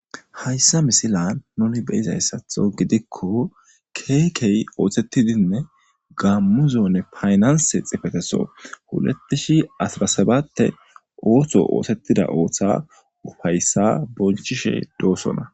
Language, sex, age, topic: Gamo, male, 18-24, government